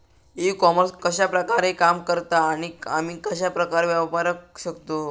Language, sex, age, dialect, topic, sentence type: Marathi, male, 18-24, Southern Konkan, agriculture, question